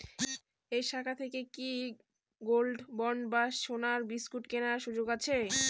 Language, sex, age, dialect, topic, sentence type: Bengali, female, 18-24, Northern/Varendri, banking, question